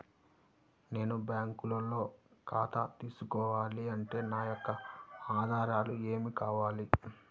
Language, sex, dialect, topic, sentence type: Telugu, male, Central/Coastal, banking, question